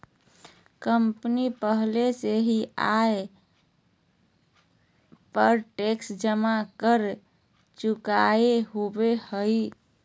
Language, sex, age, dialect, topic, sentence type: Magahi, female, 31-35, Southern, banking, statement